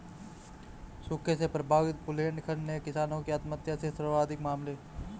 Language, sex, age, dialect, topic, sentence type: Hindi, male, 25-30, Marwari Dhudhari, agriculture, statement